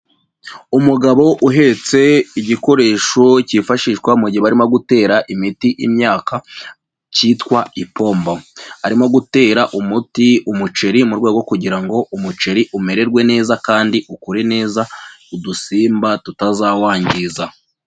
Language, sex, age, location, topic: Kinyarwanda, female, 25-35, Nyagatare, agriculture